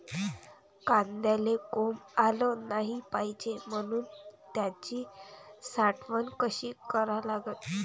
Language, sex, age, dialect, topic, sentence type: Marathi, female, 18-24, Varhadi, agriculture, question